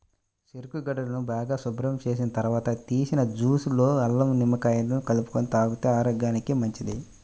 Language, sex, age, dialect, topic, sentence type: Telugu, male, 18-24, Central/Coastal, agriculture, statement